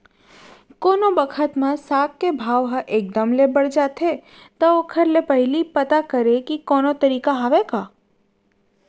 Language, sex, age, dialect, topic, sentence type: Chhattisgarhi, female, 31-35, Central, agriculture, question